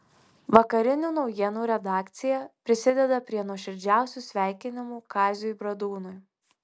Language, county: Lithuanian, Alytus